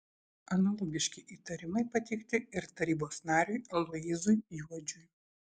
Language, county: Lithuanian, Šiauliai